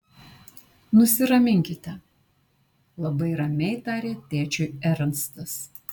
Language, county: Lithuanian, Kaunas